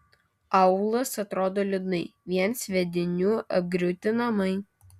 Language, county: Lithuanian, Kaunas